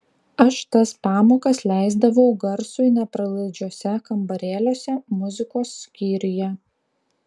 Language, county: Lithuanian, Klaipėda